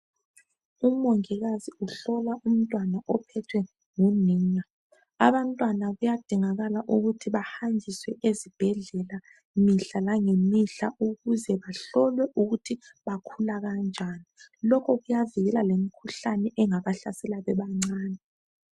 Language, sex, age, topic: North Ndebele, female, 25-35, health